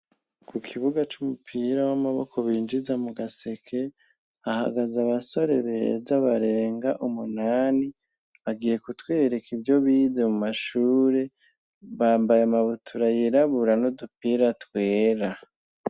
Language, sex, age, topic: Rundi, male, 36-49, education